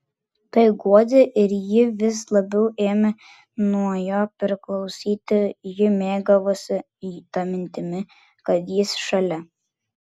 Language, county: Lithuanian, Klaipėda